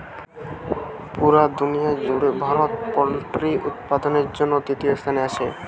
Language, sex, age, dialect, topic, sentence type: Bengali, male, 18-24, Western, agriculture, statement